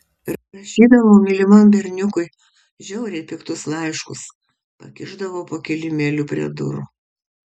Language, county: Lithuanian, Kaunas